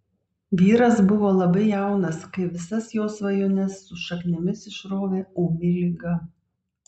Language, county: Lithuanian, Vilnius